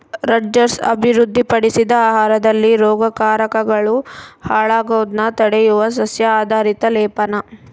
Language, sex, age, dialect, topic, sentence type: Kannada, female, 25-30, Central, agriculture, statement